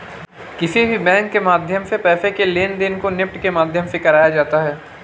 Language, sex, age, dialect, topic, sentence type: Hindi, male, 18-24, Marwari Dhudhari, banking, statement